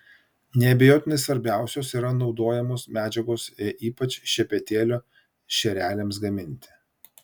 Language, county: Lithuanian, Vilnius